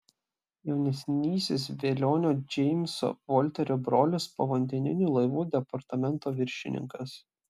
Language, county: Lithuanian, Klaipėda